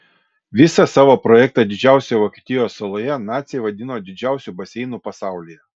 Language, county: Lithuanian, Kaunas